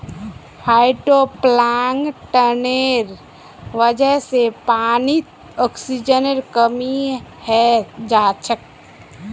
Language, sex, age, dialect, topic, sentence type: Magahi, female, 25-30, Northeastern/Surjapuri, agriculture, statement